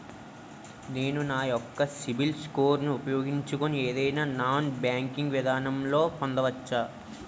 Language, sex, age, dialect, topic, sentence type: Telugu, male, 18-24, Utterandhra, banking, question